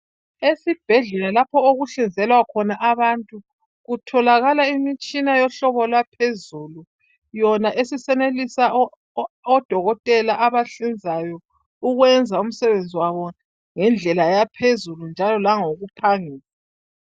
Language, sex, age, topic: North Ndebele, female, 50+, health